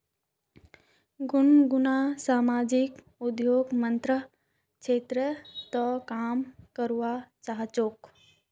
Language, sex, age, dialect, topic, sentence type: Magahi, female, 18-24, Northeastern/Surjapuri, banking, statement